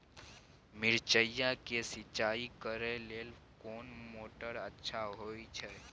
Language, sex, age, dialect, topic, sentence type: Maithili, male, 18-24, Bajjika, agriculture, question